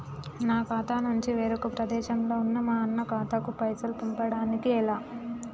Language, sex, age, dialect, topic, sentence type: Telugu, female, 18-24, Telangana, banking, question